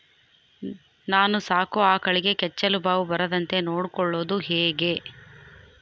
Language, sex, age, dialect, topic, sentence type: Kannada, female, 31-35, Central, agriculture, question